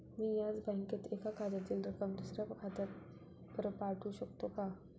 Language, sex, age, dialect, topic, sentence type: Marathi, female, 18-24, Standard Marathi, banking, question